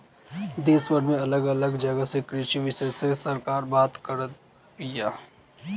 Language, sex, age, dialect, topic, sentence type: Bhojpuri, male, 25-30, Northern, agriculture, statement